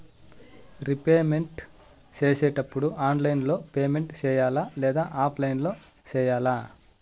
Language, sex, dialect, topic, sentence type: Telugu, male, Southern, banking, question